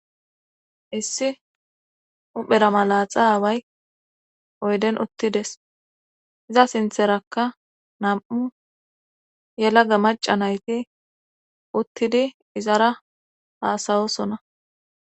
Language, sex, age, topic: Gamo, female, 25-35, government